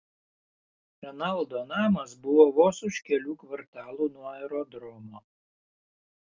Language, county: Lithuanian, Panevėžys